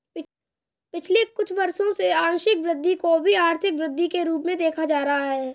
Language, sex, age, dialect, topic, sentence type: Hindi, male, 18-24, Kanauji Braj Bhasha, banking, statement